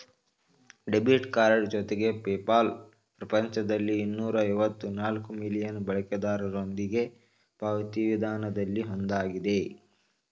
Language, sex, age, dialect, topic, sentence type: Kannada, male, 18-24, Mysore Kannada, banking, statement